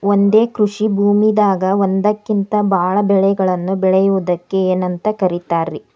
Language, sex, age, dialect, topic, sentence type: Kannada, female, 18-24, Dharwad Kannada, agriculture, question